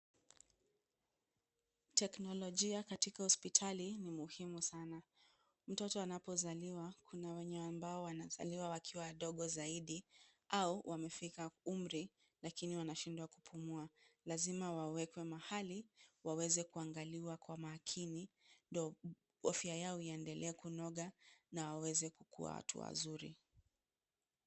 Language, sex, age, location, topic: Swahili, female, 25-35, Kisumu, health